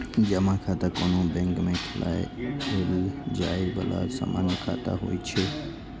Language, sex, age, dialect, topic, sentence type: Maithili, male, 56-60, Eastern / Thethi, banking, statement